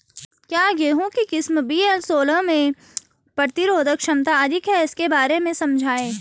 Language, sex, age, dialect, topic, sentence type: Hindi, female, 36-40, Garhwali, agriculture, question